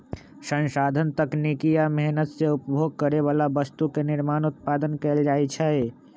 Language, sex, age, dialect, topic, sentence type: Magahi, male, 25-30, Western, agriculture, statement